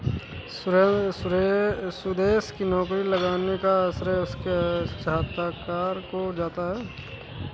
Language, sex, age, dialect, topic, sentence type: Hindi, male, 31-35, Awadhi Bundeli, banking, statement